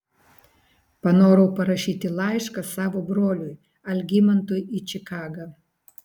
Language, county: Lithuanian, Vilnius